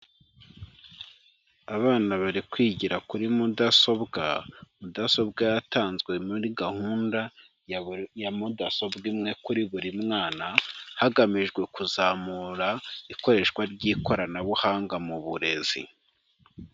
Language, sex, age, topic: Kinyarwanda, male, 25-35, education